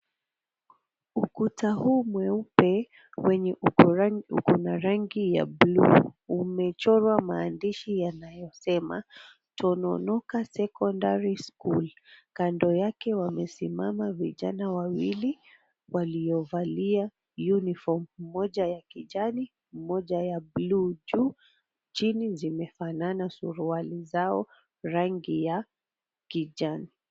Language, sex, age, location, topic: Swahili, female, 36-49, Mombasa, education